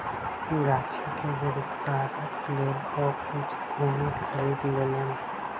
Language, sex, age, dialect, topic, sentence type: Maithili, male, 18-24, Southern/Standard, agriculture, statement